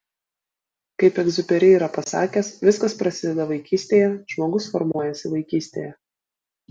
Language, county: Lithuanian, Vilnius